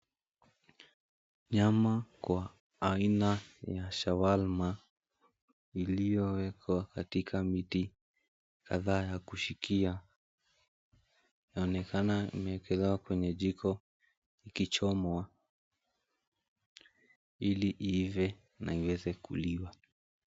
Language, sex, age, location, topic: Swahili, male, 18-24, Mombasa, agriculture